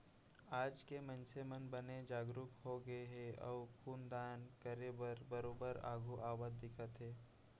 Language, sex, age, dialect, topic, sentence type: Chhattisgarhi, male, 56-60, Central, banking, statement